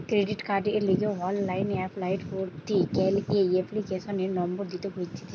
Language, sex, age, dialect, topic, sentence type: Bengali, female, 18-24, Western, banking, statement